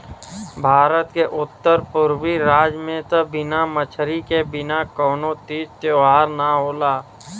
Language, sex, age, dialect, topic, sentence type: Bhojpuri, male, 25-30, Western, agriculture, statement